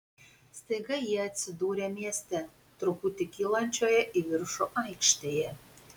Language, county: Lithuanian, Panevėžys